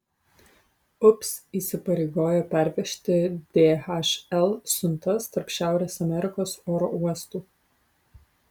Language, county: Lithuanian, Utena